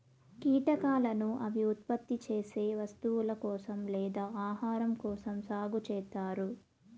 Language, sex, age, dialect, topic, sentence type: Telugu, female, 18-24, Southern, agriculture, statement